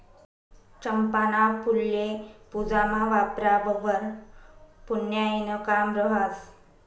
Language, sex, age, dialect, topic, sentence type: Marathi, female, 18-24, Northern Konkan, agriculture, statement